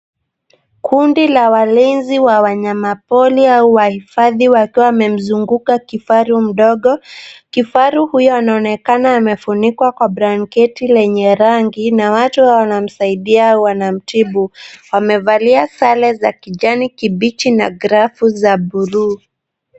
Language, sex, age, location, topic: Swahili, female, 18-24, Nairobi, government